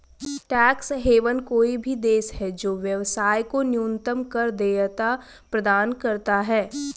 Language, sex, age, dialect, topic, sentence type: Hindi, female, 25-30, Hindustani Malvi Khadi Boli, banking, statement